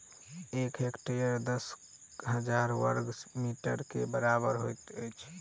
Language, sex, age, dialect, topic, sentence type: Maithili, male, 18-24, Southern/Standard, agriculture, statement